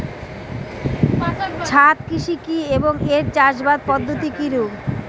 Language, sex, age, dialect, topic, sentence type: Bengali, female, 18-24, Rajbangshi, agriculture, question